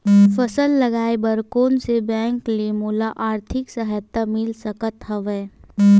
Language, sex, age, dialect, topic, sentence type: Chhattisgarhi, female, 18-24, Western/Budati/Khatahi, agriculture, question